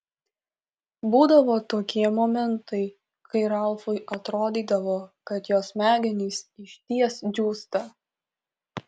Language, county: Lithuanian, Kaunas